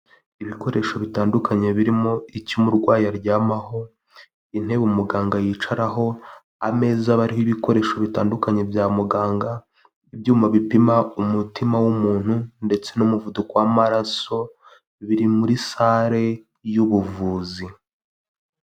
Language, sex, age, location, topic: Kinyarwanda, male, 18-24, Kigali, health